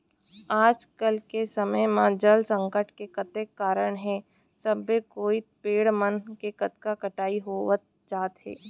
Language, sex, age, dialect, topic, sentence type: Chhattisgarhi, female, 18-24, Central, agriculture, statement